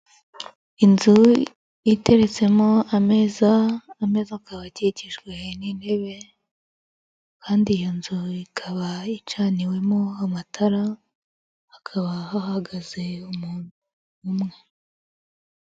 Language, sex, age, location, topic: Kinyarwanda, female, 25-35, Nyagatare, finance